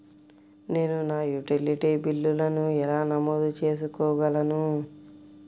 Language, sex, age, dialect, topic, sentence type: Telugu, female, 56-60, Central/Coastal, banking, question